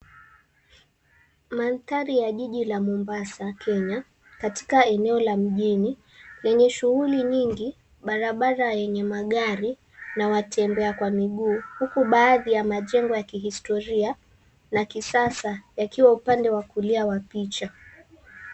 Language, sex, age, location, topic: Swahili, male, 18-24, Mombasa, government